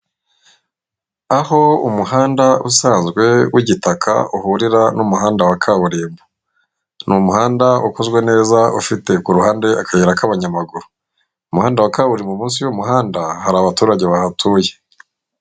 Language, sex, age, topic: Kinyarwanda, male, 25-35, government